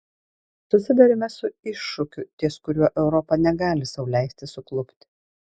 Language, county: Lithuanian, Vilnius